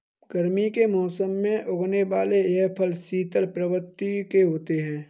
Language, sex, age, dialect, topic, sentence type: Hindi, male, 25-30, Kanauji Braj Bhasha, agriculture, statement